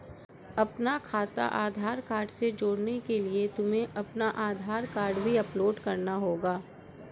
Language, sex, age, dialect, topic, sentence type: Hindi, female, 56-60, Marwari Dhudhari, banking, statement